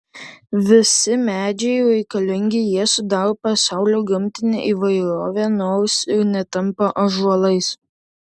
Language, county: Lithuanian, Tauragė